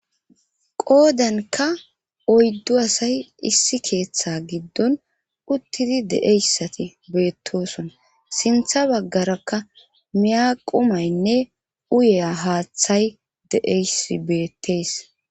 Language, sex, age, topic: Gamo, female, 36-49, government